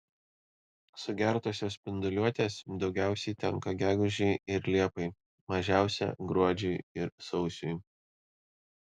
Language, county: Lithuanian, Panevėžys